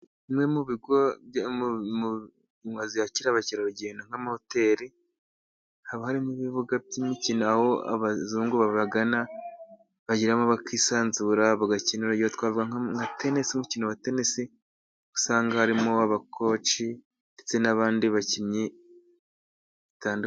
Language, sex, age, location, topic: Kinyarwanda, male, 18-24, Musanze, government